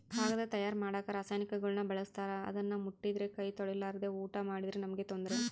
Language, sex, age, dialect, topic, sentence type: Kannada, female, 25-30, Central, agriculture, statement